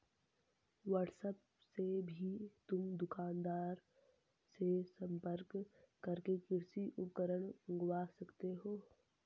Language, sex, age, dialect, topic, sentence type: Hindi, male, 18-24, Marwari Dhudhari, agriculture, statement